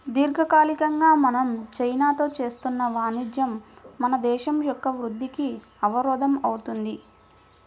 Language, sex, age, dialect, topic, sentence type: Telugu, female, 56-60, Central/Coastal, banking, statement